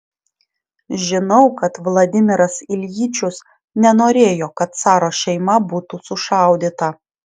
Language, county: Lithuanian, Vilnius